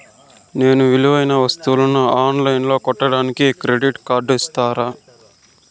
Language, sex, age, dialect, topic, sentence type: Telugu, male, 51-55, Southern, banking, question